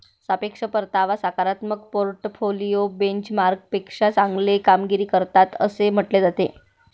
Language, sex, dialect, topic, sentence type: Marathi, female, Varhadi, banking, statement